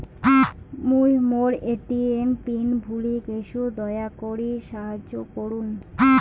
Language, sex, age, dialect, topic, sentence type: Bengali, female, 25-30, Rajbangshi, banking, statement